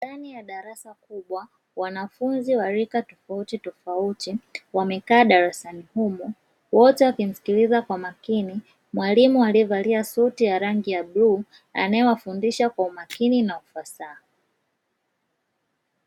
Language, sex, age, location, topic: Swahili, female, 25-35, Dar es Salaam, education